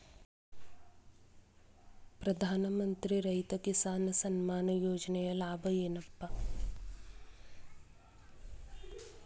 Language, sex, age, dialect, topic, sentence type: Kannada, female, 36-40, Dharwad Kannada, agriculture, question